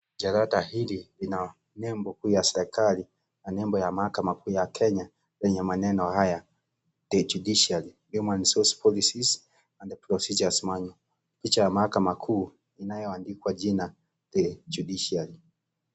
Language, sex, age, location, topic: Swahili, male, 36-49, Kisii, government